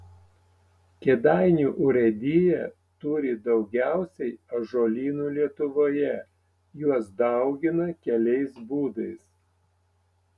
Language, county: Lithuanian, Panevėžys